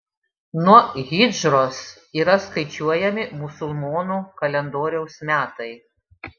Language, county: Lithuanian, Šiauliai